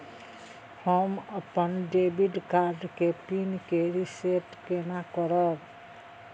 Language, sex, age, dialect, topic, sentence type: Maithili, female, 36-40, Eastern / Thethi, banking, question